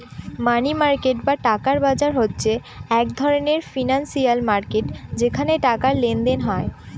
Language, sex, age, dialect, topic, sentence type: Bengali, female, 18-24, Northern/Varendri, banking, statement